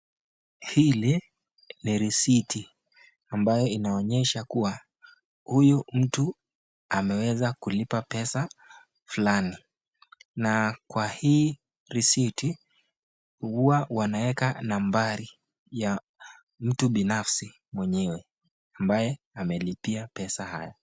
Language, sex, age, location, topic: Swahili, male, 25-35, Nakuru, government